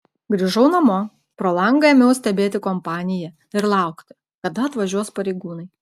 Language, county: Lithuanian, Klaipėda